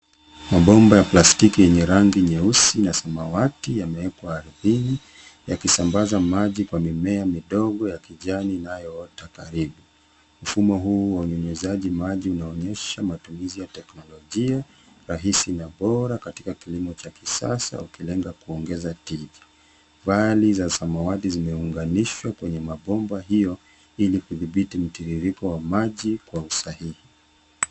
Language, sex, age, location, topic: Swahili, male, 36-49, Nairobi, agriculture